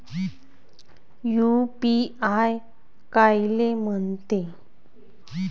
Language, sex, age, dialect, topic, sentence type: Marathi, female, 25-30, Varhadi, banking, question